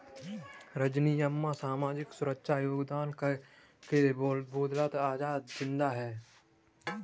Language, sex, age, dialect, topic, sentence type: Hindi, male, 18-24, Kanauji Braj Bhasha, banking, statement